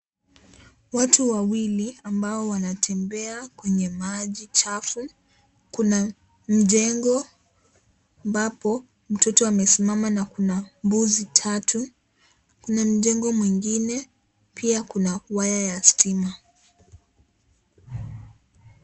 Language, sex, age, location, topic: Swahili, female, 18-24, Kisii, health